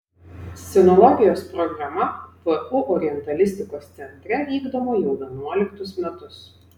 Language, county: Lithuanian, Vilnius